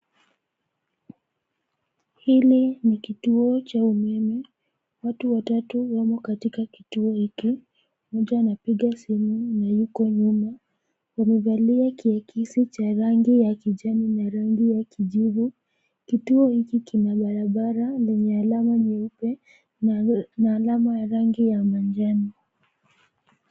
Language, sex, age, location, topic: Swahili, female, 25-35, Nairobi, government